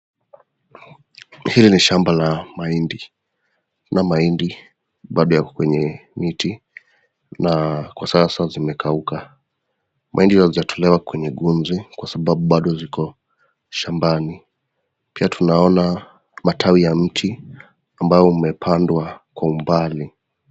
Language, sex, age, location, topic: Swahili, male, 18-24, Nakuru, agriculture